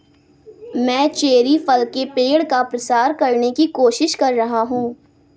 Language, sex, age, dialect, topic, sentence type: Hindi, female, 46-50, Awadhi Bundeli, agriculture, statement